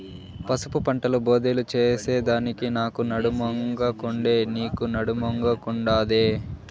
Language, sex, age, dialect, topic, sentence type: Telugu, male, 51-55, Southern, agriculture, statement